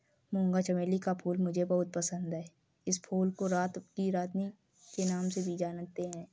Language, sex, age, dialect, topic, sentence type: Hindi, female, 60-100, Kanauji Braj Bhasha, agriculture, statement